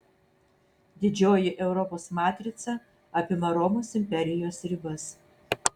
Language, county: Lithuanian, Vilnius